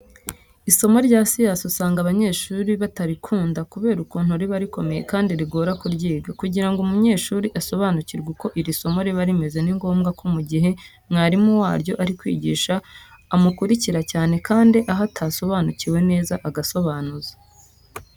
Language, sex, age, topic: Kinyarwanda, female, 25-35, education